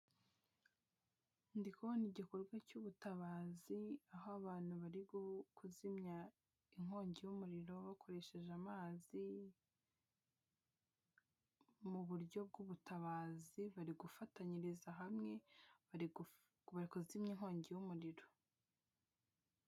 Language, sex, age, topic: Kinyarwanda, female, 25-35, government